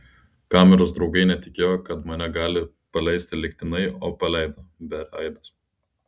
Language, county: Lithuanian, Klaipėda